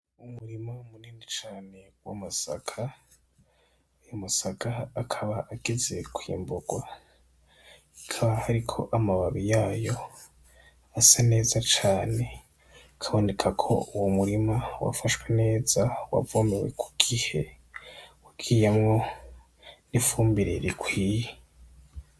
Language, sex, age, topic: Rundi, male, 18-24, agriculture